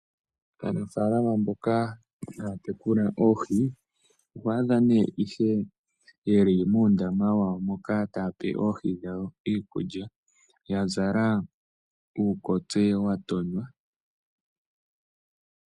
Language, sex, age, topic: Oshiwambo, male, 18-24, agriculture